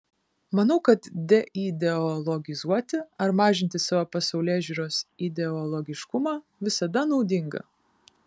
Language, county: Lithuanian, Kaunas